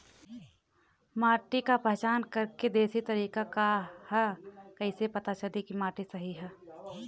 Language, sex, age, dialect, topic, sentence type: Bhojpuri, female, 18-24, Western, agriculture, question